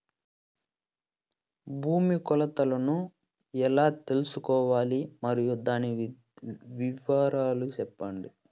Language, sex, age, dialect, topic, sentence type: Telugu, male, 41-45, Southern, agriculture, question